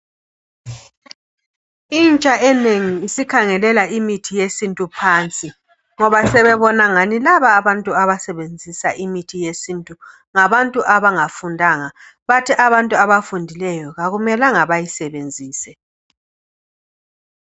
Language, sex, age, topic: North Ndebele, female, 36-49, health